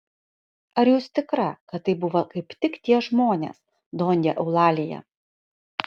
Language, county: Lithuanian, Kaunas